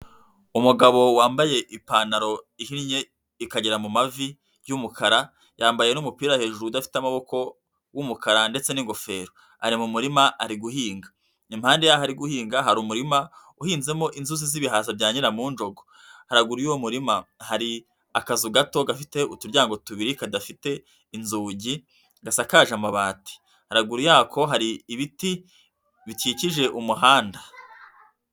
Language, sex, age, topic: Kinyarwanda, female, 50+, agriculture